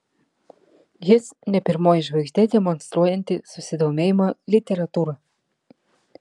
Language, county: Lithuanian, Vilnius